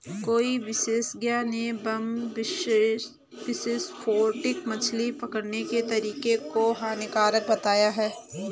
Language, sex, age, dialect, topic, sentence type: Hindi, female, 25-30, Garhwali, agriculture, statement